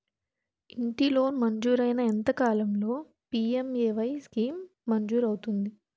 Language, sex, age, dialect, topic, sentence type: Telugu, female, 18-24, Utterandhra, banking, question